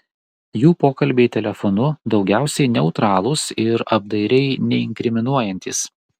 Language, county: Lithuanian, Kaunas